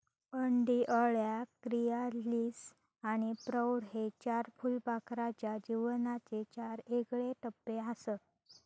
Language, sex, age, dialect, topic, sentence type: Marathi, female, 25-30, Southern Konkan, agriculture, statement